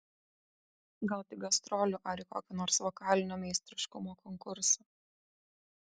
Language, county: Lithuanian, Kaunas